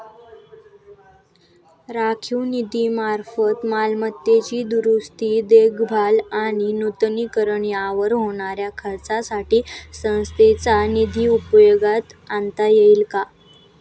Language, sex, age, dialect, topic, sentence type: Marathi, female, <18, Standard Marathi, banking, question